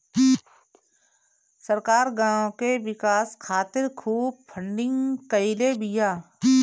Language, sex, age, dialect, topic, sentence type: Bhojpuri, female, 31-35, Northern, banking, statement